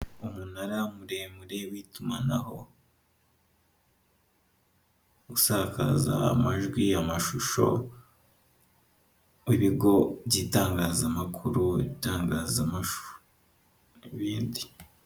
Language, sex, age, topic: Kinyarwanda, male, 18-24, government